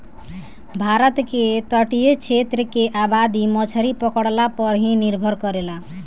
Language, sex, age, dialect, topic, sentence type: Bhojpuri, female, <18, Southern / Standard, agriculture, statement